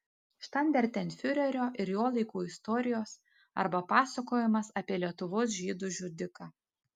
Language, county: Lithuanian, Panevėžys